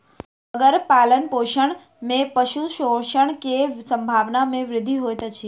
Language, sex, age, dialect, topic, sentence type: Maithili, female, 51-55, Southern/Standard, agriculture, statement